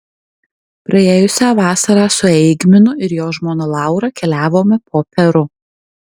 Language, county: Lithuanian, Alytus